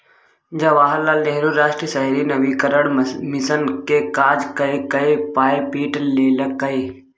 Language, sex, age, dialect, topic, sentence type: Maithili, male, 31-35, Bajjika, banking, statement